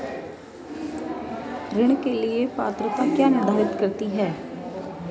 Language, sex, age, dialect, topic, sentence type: Hindi, female, 18-24, Hindustani Malvi Khadi Boli, banking, question